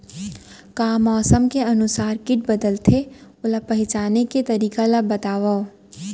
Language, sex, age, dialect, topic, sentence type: Chhattisgarhi, female, 18-24, Central, agriculture, question